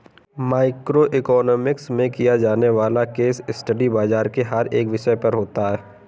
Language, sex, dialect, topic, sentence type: Hindi, male, Kanauji Braj Bhasha, banking, statement